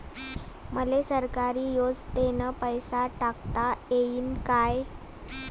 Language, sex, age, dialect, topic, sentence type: Marathi, female, 18-24, Varhadi, banking, question